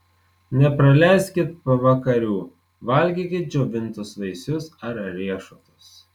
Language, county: Lithuanian, Marijampolė